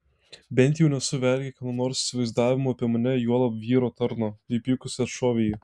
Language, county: Lithuanian, Telšiai